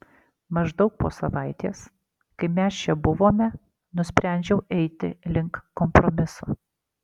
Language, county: Lithuanian, Alytus